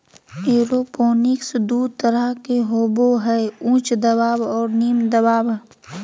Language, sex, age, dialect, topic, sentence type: Magahi, female, 31-35, Southern, agriculture, statement